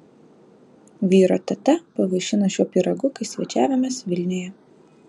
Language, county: Lithuanian, Alytus